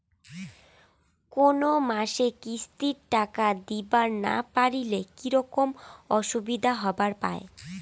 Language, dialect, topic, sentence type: Bengali, Rajbangshi, banking, question